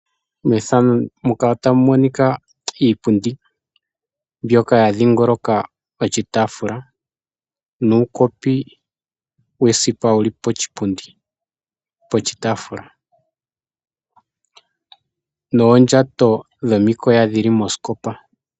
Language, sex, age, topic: Oshiwambo, male, 18-24, finance